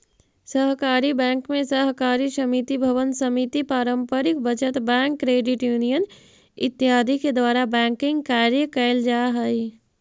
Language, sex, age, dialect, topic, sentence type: Magahi, female, 18-24, Central/Standard, banking, statement